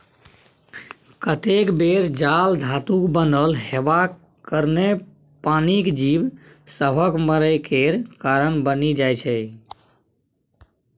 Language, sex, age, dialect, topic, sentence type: Maithili, male, 18-24, Bajjika, agriculture, statement